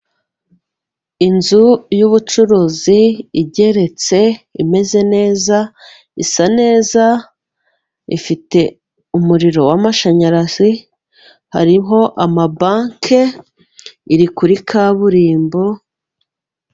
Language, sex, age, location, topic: Kinyarwanda, female, 25-35, Musanze, finance